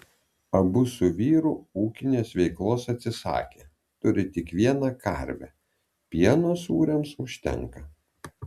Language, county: Lithuanian, Vilnius